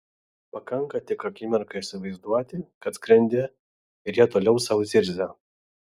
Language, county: Lithuanian, Vilnius